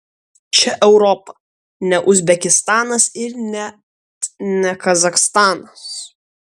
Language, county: Lithuanian, Kaunas